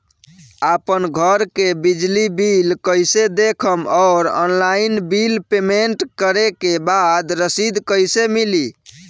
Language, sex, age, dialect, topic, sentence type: Bhojpuri, male, 18-24, Southern / Standard, banking, question